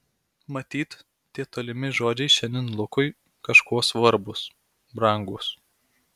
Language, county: Lithuanian, Klaipėda